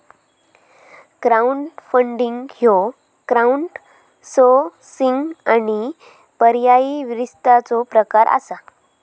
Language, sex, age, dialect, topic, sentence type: Marathi, female, 18-24, Southern Konkan, banking, statement